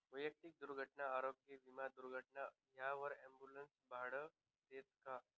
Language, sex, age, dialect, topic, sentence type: Marathi, male, 25-30, Northern Konkan, banking, statement